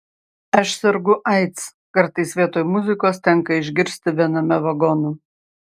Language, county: Lithuanian, Panevėžys